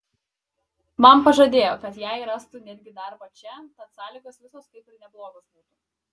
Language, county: Lithuanian, Klaipėda